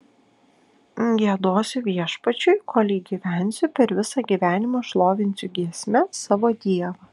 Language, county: Lithuanian, Kaunas